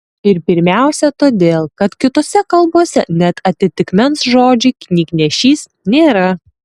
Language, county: Lithuanian, Tauragė